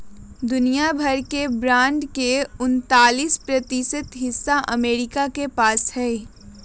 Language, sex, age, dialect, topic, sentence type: Magahi, female, 36-40, Western, banking, statement